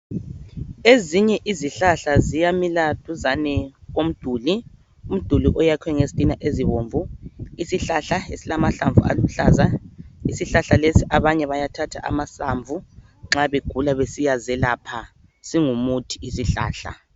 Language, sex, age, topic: North Ndebele, male, 25-35, health